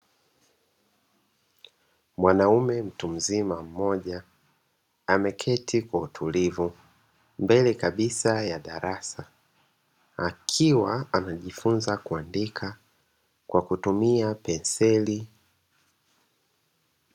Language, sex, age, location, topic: Swahili, male, 25-35, Dar es Salaam, education